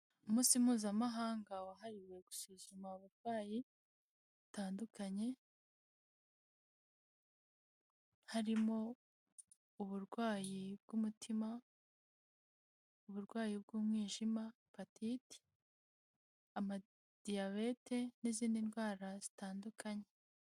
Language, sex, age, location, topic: Kinyarwanda, female, 18-24, Huye, health